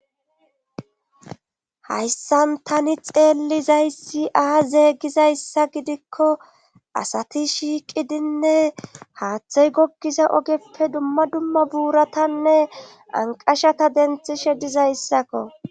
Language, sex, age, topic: Gamo, female, 25-35, government